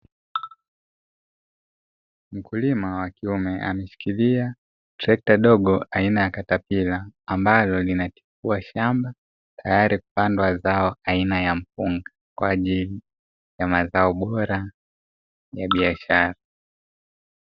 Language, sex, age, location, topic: Swahili, male, 25-35, Dar es Salaam, agriculture